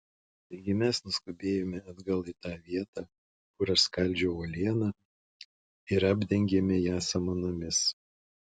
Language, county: Lithuanian, Šiauliai